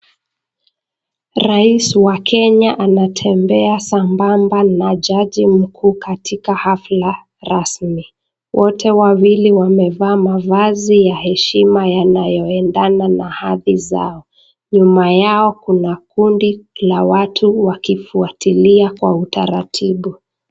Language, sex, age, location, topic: Swahili, female, 25-35, Nakuru, government